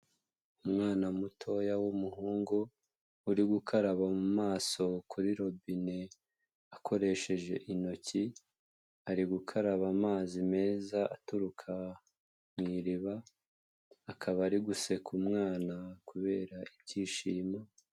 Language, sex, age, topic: Kinyarwanda, male, 18-24, health